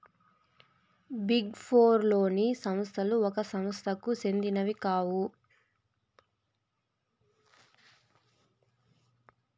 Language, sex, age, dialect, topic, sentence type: Telugu, female, 18-24, Southern, banking, statement